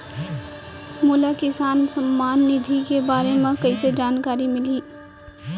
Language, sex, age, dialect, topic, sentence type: Chhattisgarhi, female, 18-24, Central, banking, question